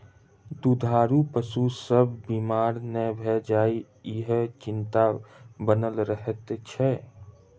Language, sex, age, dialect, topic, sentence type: Maithili, male, 25-30, Southern/Standard, agriculture, statement